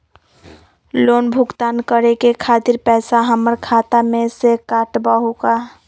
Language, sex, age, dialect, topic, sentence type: Magahi, female, 25-30, Western, banking, question